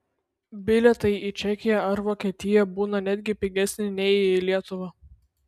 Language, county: Lithuanian, Vilnius